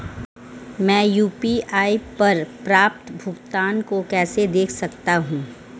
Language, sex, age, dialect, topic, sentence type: Hindi, female, 31-35, Marwari Dhudhari, banking, question